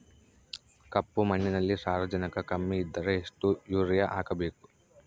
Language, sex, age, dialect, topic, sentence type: Kannada, male, 25-30, Central, agriculture, question